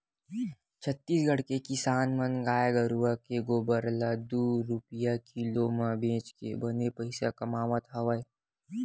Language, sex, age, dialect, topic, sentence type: Chhattisgarhi, male, 25-30, Western/Budati/Khatahi, agriculture, statement